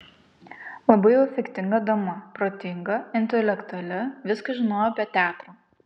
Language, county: Lithuanian, Kaunas